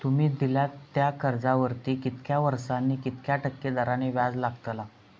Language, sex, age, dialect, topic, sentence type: Marathi, male, 41-45, Southern Konkan, banking, question